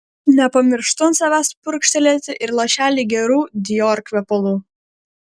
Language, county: Lithuanian, Vilnius